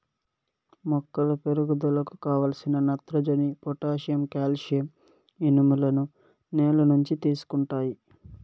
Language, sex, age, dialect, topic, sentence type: Telugu, male, 18-24, Southern, agriculture, statement